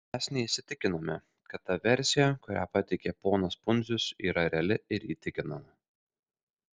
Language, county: Lithuanian, Kaunas